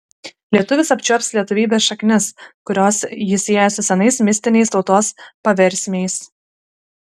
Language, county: Lithuanian, Kaunas